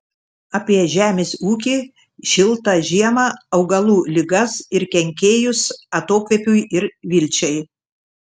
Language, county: Lithuanian, Šiauliai